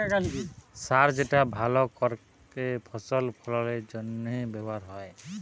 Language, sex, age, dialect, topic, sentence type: Bengali, male, 25-30, Jharkhandi, agriculture, statement